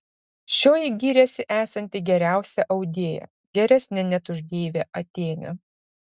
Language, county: Lithuanian, Šiauliai